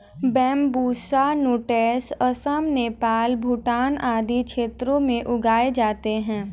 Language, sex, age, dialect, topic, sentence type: Hindi, female, 18-24, Kanauji Braj Bhasha, agriculture, statement